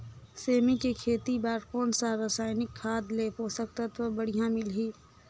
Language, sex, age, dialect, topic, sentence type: Chhattisgarhi, female, 18-24, Northern/Bhandar, agriculture, question